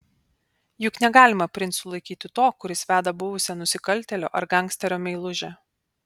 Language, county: Lithuanian, Panevėžys